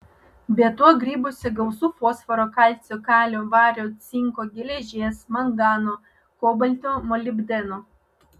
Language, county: Lithuanian, Vilnius